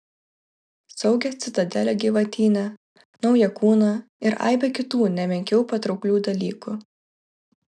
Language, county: Lithuanian, Vilnius